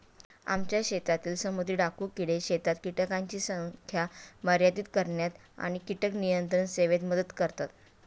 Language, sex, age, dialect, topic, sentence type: Marathi, female, 31-35, Standard Marathi, agriculture, statement